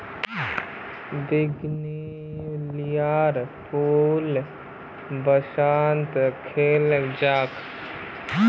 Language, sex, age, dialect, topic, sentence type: Magahi, male, 18-24, Northeastern/Surjapuri, agriculture, statement